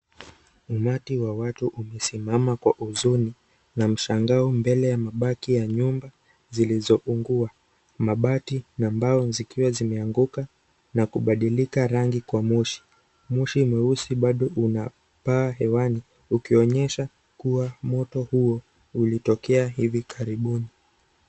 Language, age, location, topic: Swahili, 18-24, Kisii, health